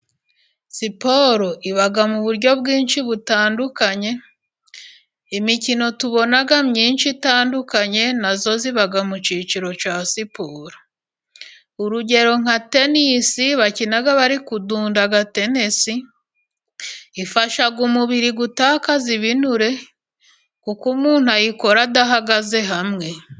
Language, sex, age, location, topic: Kinyarwanda, female, 25-35, Musanze, government